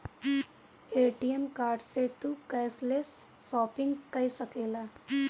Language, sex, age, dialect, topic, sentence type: Bhojpuri, female, 25-30, Northern, banking, statement